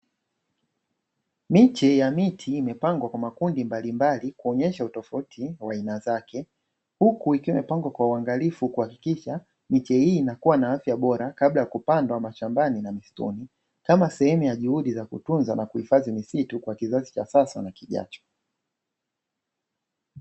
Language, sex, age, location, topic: Swahili, male, 25-35, Dar es Salaam, agriculture